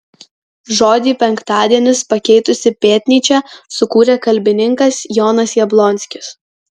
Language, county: Lithuanian, Kaunas